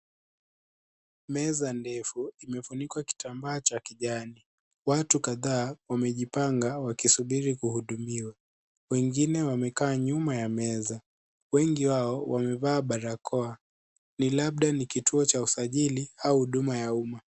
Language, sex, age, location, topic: Swahili, male, 18-24, Kisumu, government